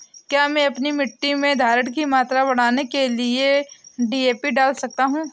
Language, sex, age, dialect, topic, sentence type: Hindi, female, 18-24, Awadhi Bundeli, agriculture, question